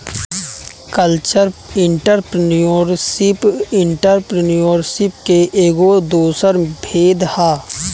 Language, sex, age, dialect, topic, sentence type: Bhojpuri, male, 18-24, Southern / Standard, banking, statement